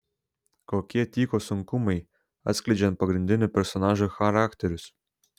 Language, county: Lithuanian, Šiauliai